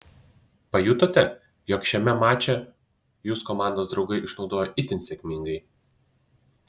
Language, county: Lithuanian, Utena